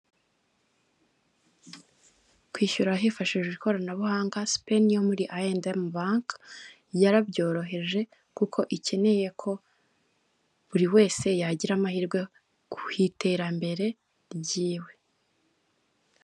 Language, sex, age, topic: Kinyarwanda, female, 18-24, finance